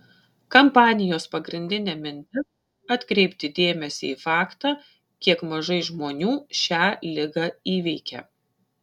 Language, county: Lithuanian, Šiauliai